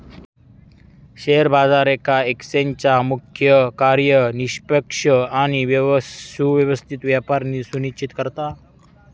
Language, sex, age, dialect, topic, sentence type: Marathi, male, 18-24, Southern Konkan, banking, statement